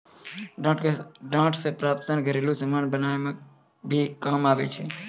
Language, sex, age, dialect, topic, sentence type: Maithili, male, 25-30, Angika, agriculture, statement